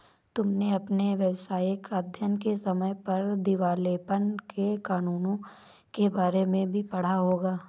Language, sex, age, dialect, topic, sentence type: Hindi, female, 18-24, Awadhi Bundeli, banking, statement